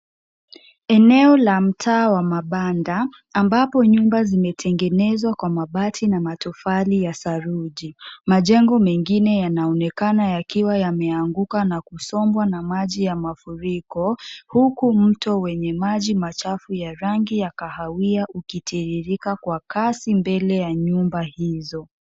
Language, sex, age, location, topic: Swahili, female, 18-24, Kisumu, health